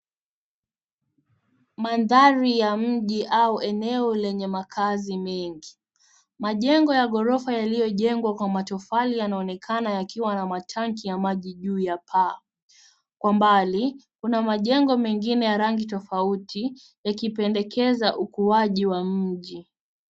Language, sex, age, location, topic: Swahili, female, 18-24, Nairobi, government